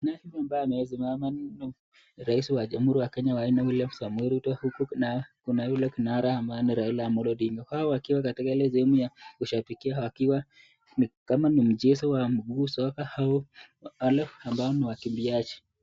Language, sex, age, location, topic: Swahili, male, 18-24, Nakuru, government